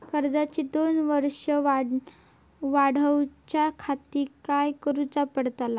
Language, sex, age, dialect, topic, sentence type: Marathi, female, 31-35, Southern Konkan, banking, question